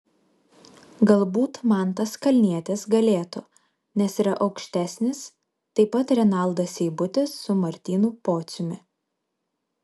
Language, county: Lithuanian, Vilnius